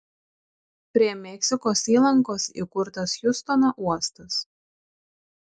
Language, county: Lithuanian, Šiauliai